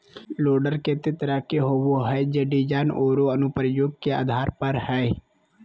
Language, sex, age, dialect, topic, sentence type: Magahi, male, 18-24, Southern, agriculture, statement